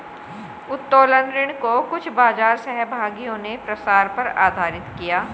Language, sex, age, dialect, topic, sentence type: Hindi, female, 41-45, Hindustani Malvi Khadi Boli, banking, statement